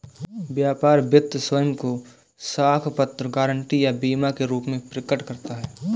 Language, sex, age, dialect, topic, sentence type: Hindi, male, 18-24, Awadhi Bundeli, banking, statement